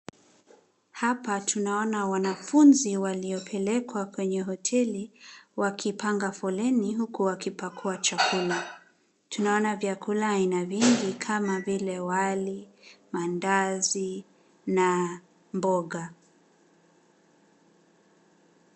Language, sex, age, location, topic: Swahili, female, 25-35, Nairobi, education